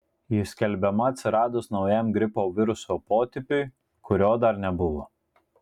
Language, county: Lithuanian, Marijampolė